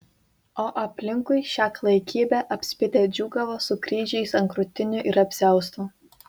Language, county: Lithuanian, Vilnius